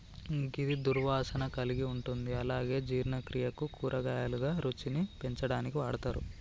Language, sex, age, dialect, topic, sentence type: Telugu, male, 18-24, Telangana, agriculture, statement